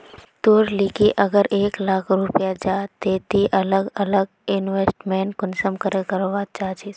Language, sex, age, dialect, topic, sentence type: Magahi, female, 36-40, Northeastern/Surjapuri, banking, question